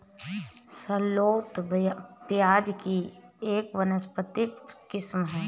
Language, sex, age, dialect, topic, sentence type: Hindi, female, 31-35, Marwari Dhudhari, agriculture, statement